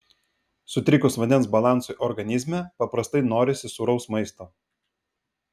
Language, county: Lithuanian, Vilnius